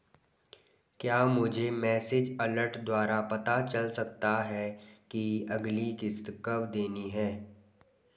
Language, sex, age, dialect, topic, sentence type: Hindi, male, 18-24, Garhwali, banking, question